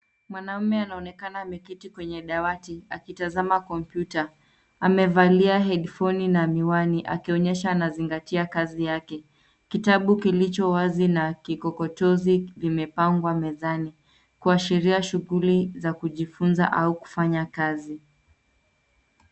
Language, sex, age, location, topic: Swahili, female, 25-35, Nairobi, education